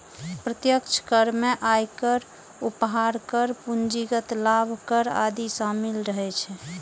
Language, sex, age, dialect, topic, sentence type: Maithili, female, 36-40, Eastern / Thethi, banking, statement